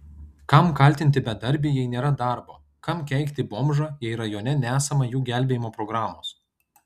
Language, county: Lithuanian, Kaunas